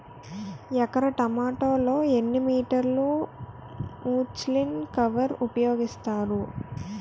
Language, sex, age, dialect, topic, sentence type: Telugu, female, 18-24, Utterandhra, agriculture, question